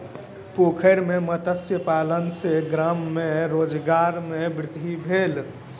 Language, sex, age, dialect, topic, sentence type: Maithili, male, 18-24, Southern/Standard, agriculture, statement